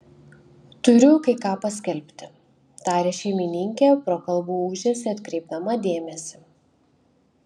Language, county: Lithuanian, Kaunas